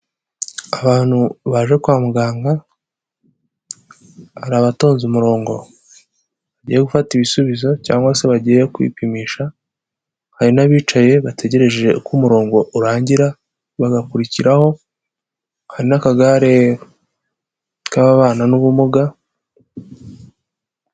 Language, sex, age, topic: Kinyarwanda, male, 18-24, government